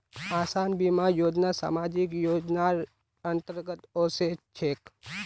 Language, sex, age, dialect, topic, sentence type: Magahi, male, 25-30, Northeastern/Surjapuri, banking, statement